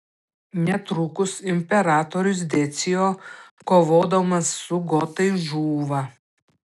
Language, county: Lithuanian, Panevėžys